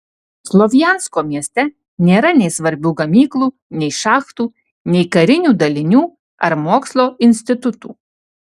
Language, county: Lithuanian, Alytus